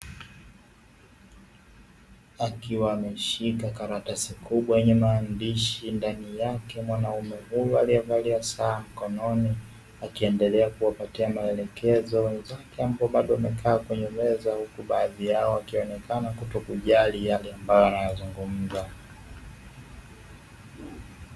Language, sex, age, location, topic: Swahili, male, 25-35, Dar es Salaam, education